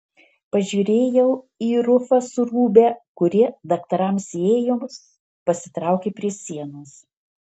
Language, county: Lithuanian, Marijampolė